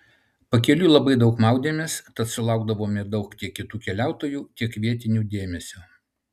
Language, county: Lithuanian, Utena